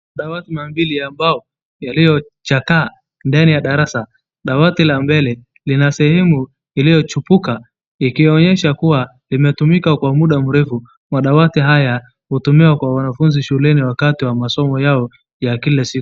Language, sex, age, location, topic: Swahili, male, 25-35, Wajir, education